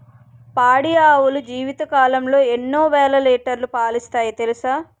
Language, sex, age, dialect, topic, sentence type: Telugu, female, 18-24, Utterandhra, agriculture, statement